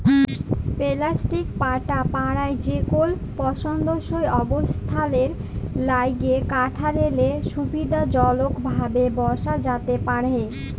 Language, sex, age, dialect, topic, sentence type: Bengali, female, 18-24, Jharkhandi, agriculture, statement